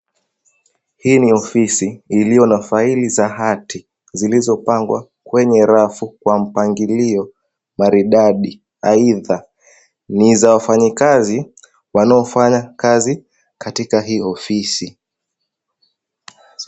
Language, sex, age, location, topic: Swahili, female, 25-35, Kisii, education